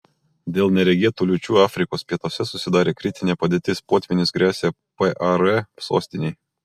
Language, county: Lithuanian, Kaunas